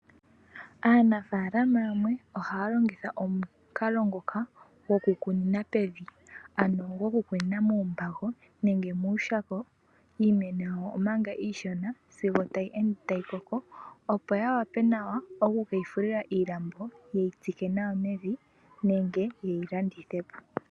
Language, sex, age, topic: Oshiwambo, female, 18-24, agriculture